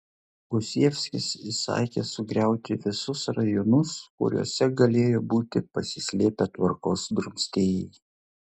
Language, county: Lithuanian, Klaipėda